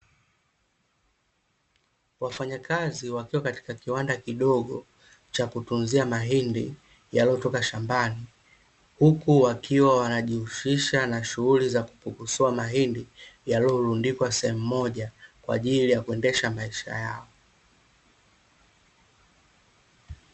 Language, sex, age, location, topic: Swahili, male, 25-35, Dar es Salaam, agriculture